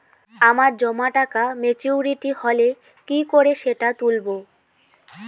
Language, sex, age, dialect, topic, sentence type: Bengali, female, 18-24, Rajbangshi, banking, question